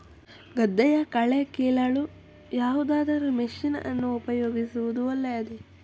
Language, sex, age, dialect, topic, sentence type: Kannada, male, 25-30, Coastal/Dakshin, agriculture, question